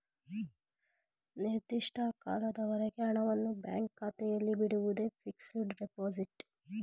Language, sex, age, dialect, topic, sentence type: Kannada, female, 25-30, Mysore Kannada, banking, statement